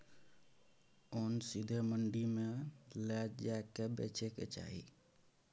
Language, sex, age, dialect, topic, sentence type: Maithili, male, 18-24, Bajjika, agriculture, statement